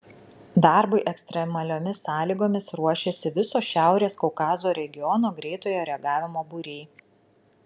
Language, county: Lithuanian, Šiauliai